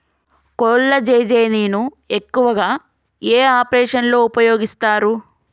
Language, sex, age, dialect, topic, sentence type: Telugu, female, 25-30, Telangana, agriculture, question